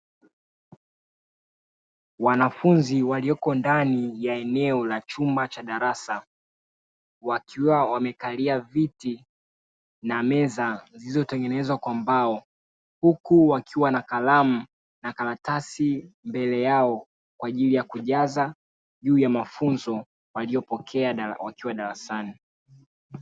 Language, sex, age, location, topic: Swahili, male, 36-49, Dar es Salaam, education